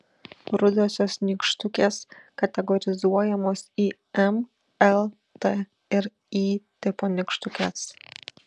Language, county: Lithuanian, Šiauliai